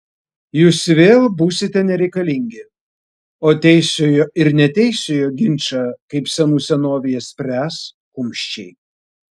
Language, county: Lithuanian, Vilnius